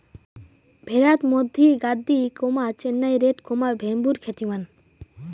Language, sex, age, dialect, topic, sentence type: Bengali, male, 18-24, Rajbangshi, agriculture, statement